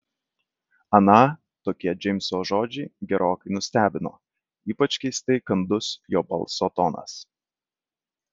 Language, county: Lithuanian, Kaunas